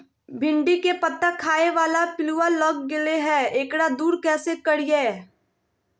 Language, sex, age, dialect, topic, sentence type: Magahi, female, 18-24, Southern, agriculture, question